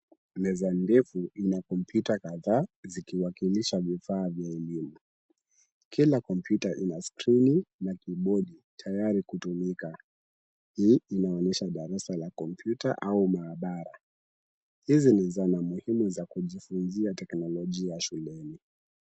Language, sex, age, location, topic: Swahili, male, 18-24, Kisumu, education